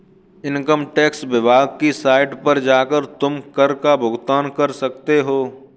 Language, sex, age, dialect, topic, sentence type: Hindi, male, 18-24, Kanauji Braj Bhasha, banking, statement